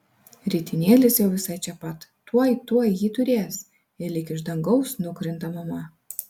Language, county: Lithuanian, Vilnius